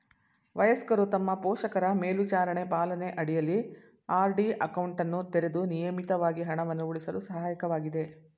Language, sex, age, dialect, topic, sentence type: Kannada, female, 60-100, Mysore Kannada, banking, statement